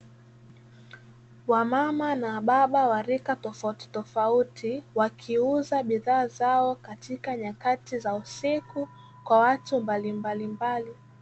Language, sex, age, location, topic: Swahili, female, 18-24, Dar es Salaam, finance